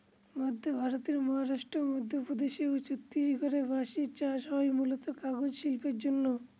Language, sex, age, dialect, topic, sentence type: Bengali, male, 46-50, Northern/Varendri, agriculture, statement